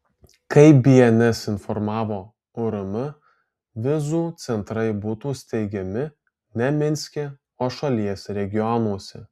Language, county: Lithuanian, Alytus